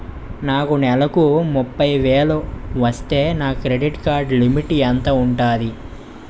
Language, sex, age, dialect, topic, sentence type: Telugu, male, 25-30, Utterandhra, banking, question